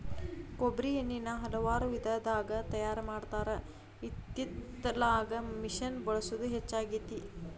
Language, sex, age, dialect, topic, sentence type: Kannada, female, 25-30, Dharwad Kannada, agriculture, statement